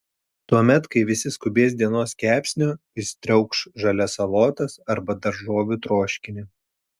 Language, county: Lithuanian, Telšiai